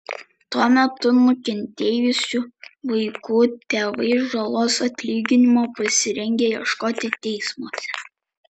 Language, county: Lithuanian, Vilnius